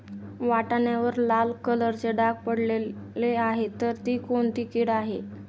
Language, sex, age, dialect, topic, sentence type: Marathi, female, 18-24, Standard Marathi, agriculture, question